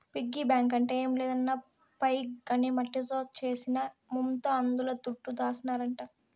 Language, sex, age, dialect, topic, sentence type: Telugu, female, 60-100, Southern, banking, statement